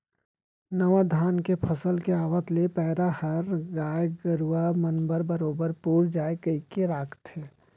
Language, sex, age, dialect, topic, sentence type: Chhattisgarhi, male, 36-40, Central, agriculture, statement